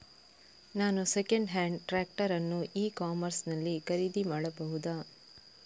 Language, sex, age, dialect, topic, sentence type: Kannada, female, 31-35, Coastal/Dakshin, agriculture, question